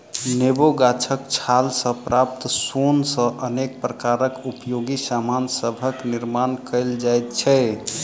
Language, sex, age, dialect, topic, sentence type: Maithili, male, 31-35, Southern/Standard, agriculture, statement